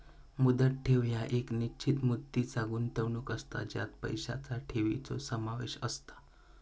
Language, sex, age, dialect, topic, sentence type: Marathi, male, 18-24, Southern Konkan, banking, statement